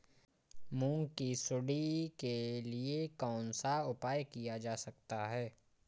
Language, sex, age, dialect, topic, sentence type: Hindi, male, 18-24, Awadhi Bundeli, agriculture, question